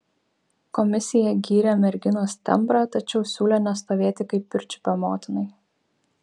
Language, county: Lithuanian, Vilnius